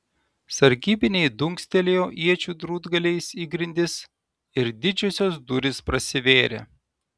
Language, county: Lithuanian, Telšiai